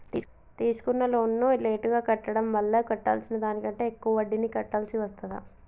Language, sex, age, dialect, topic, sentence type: Telugu, female, 18-24, Telangana, banking, question